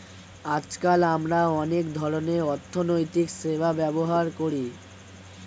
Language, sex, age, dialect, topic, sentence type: Bengali, male, 18-24, Standard Colloquial, banking, statement